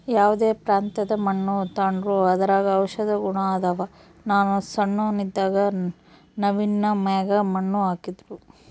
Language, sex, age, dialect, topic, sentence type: Kannada, female, 18-24, Central, agriculture, statement